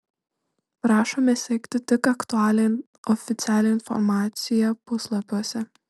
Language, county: Lithuanian, Šiauliai